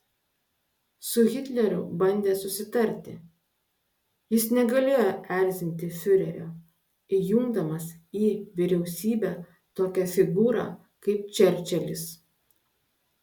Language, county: Lithuanian, Klaipėda